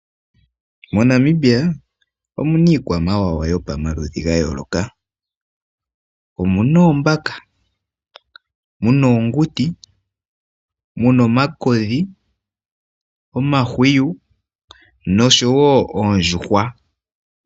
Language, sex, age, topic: Oshiwambo, male, 18-24, agriculture